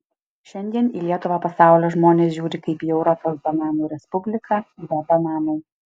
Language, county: Lithuanian, Alytus